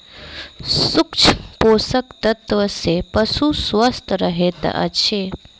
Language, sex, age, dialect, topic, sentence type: Maithili, female, 18-24, Southern/Standard, agriculture, statement